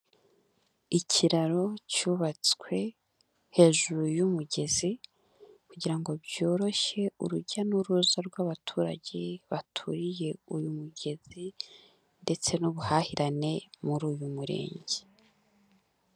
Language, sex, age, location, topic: Kinyarwanda, female, 18-24, Nyagatare, government